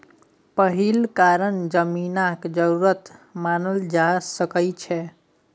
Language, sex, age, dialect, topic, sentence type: Maithili, male, 18-24, Bajjika, agriculture, statement